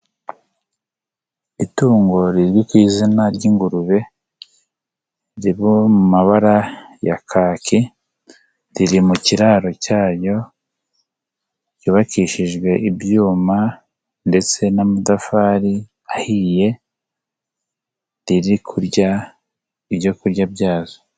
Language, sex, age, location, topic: Kinyarwanda, male, 18-24, Nyagatare, agriculture